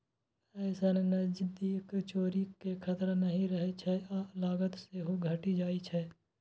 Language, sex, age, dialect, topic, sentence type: Maithili, male, 18-24, Eastern / Thethi, banking, statement